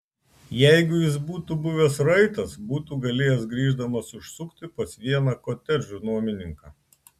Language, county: Lithuanian, Klaipėda